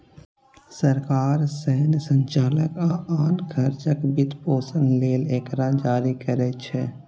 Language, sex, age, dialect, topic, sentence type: Maithili, male, 18-24, Eastern / Thethi, banking, statement